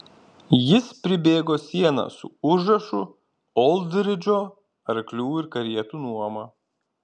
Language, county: Lithuanian, Kaunas